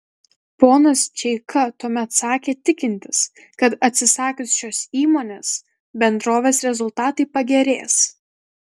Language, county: Lithuanian, Kaunas